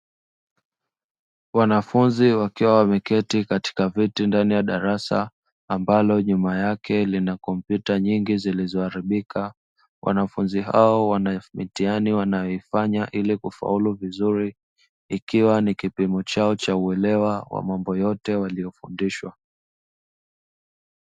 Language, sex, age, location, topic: Swahili, male, 25-35, Dar es Salaam, education